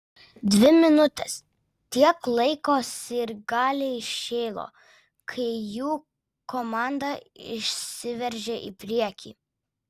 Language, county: Lithuanian, Vilnius